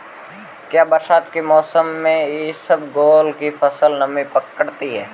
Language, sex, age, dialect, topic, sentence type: Hindi, male, 18-24, Marwari Dhudhari, agriculture, question